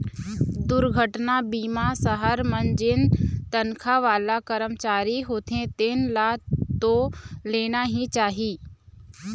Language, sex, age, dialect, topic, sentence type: Chhattisgarhi, female, 25-30, Eastern, banking, statement